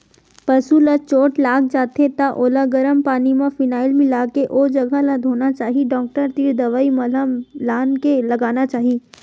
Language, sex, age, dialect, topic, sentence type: Chhattisgarhi, female, 18-24, Western/Budati/Khatahi, agriculture, statement